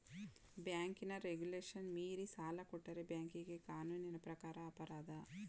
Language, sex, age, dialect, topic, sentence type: Kannada, female, 18-24, Mysore Kannada, banking, statement